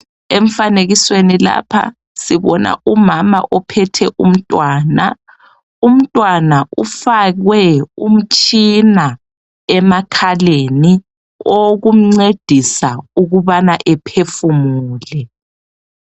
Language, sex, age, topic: North Ndebele, male, 36-49, health